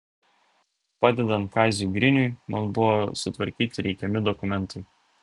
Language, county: Lithuanian, Vilnius